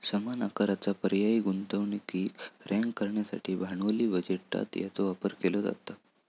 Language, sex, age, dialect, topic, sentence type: Marathi, male, 18-24, Southern Konkan, banking, statement